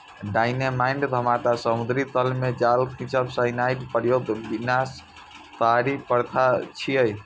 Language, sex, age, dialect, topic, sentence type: Maithili, female, 46-50, Eastern / Thethi, agriculture, statement